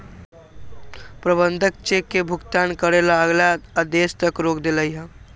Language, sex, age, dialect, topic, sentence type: Magahi, male, 18-24, Western, banking, statement